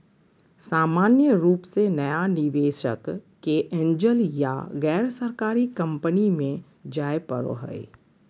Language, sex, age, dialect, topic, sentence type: Magahi, female, 51-55, Southern, banking, statement